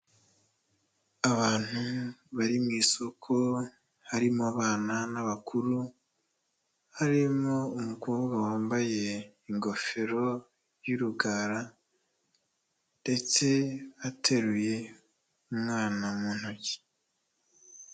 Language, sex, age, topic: Kinyarwanda, male, 18-24, finance